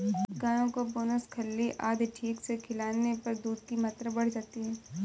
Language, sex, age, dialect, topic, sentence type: Hindi, female, 18-24, Marwari Dhudhari, agriculture, statement